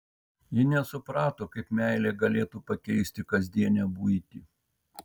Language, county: Lithuanian, Vilnius